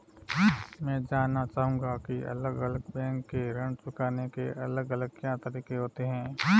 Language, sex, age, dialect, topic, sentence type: Hindi, male, 36-40, Marwari Dhudhari, banking, question